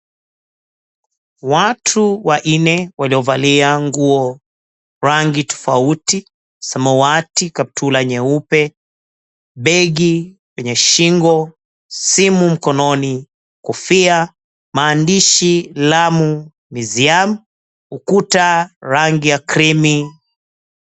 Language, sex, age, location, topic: Swahili, male, 36-49, Mombasa, government